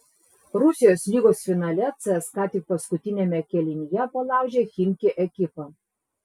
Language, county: Lithuanian, Klaipėda